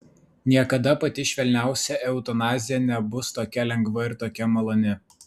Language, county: Lithuanian, Vilnius